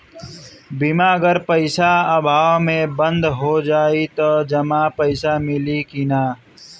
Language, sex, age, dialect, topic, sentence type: Bhojpuri, male, 18-24, Northern, banking, question